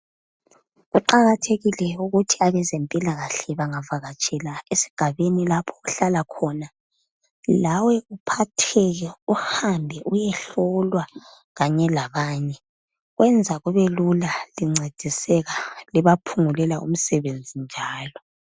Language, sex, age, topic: North Ndebele, female, 25-35, health